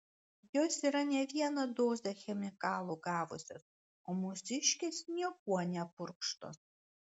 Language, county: Lithuanian, Klaipėda